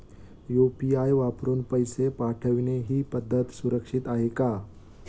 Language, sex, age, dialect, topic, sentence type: Marathi, male, 25-30, Standard Marathi, banking, question